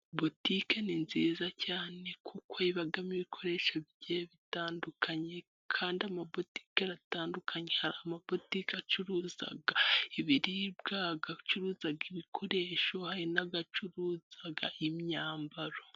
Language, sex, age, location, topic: Kinyarwanda, female, 18-24, Musanze, finance